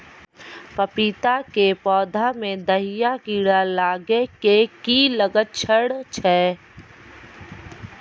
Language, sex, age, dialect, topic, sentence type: Maithili, female, 51-55, Angika, agriculture, question